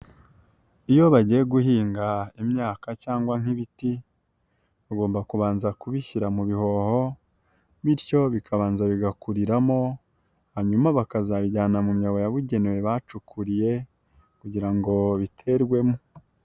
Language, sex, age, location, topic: Kinyarwanda, female, 18-24, Nyagatare, agriculture